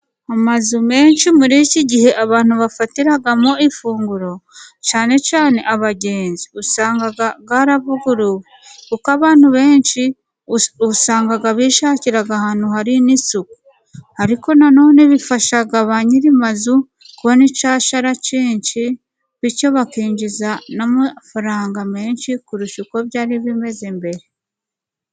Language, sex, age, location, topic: Kinyarwanda, female, 25-35, Musanze, finance